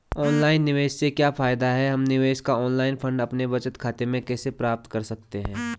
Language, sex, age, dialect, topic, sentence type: Hindi, male, 25-30, Garhwali, banking, question